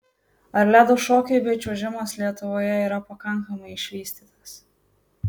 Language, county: Lithuanian, Marijampolė